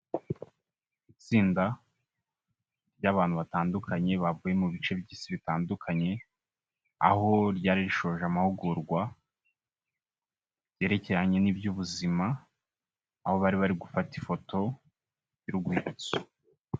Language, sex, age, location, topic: Kinyarwanda, male, 25-35, Kigali, health